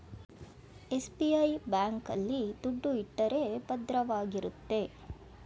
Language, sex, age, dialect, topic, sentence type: Kannada, female, 41-45, Mysore Kannada, banking, statement